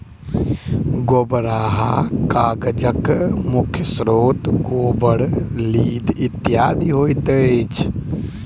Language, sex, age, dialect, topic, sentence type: Maithili, male, 18-24, Southern/Standard, agriculture, statement